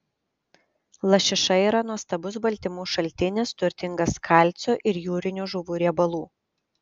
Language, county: Lithuanian, Panevėžys